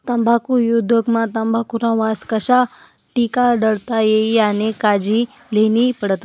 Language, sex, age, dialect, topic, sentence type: Marathi, female, 18-24, Northern Konkan, agriculture, statement